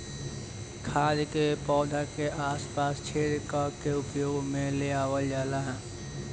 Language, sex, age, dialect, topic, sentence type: Bhojpuri, male, <18, Northern, agriculture, statement